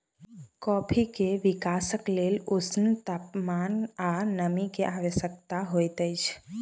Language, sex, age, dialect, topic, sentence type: Maithili, female, 18-24, Southern/Standard, agriculture, statement